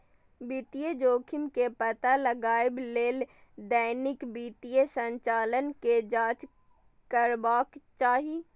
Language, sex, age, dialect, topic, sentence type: Maithili, female, 36-40, Eastern / Thethi, banking, statement